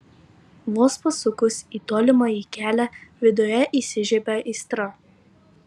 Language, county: Lithuanian, Marijampolė